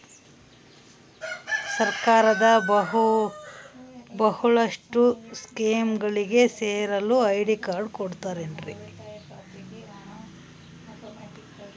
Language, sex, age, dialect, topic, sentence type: Kannada, female, 51-55, Central, banking, question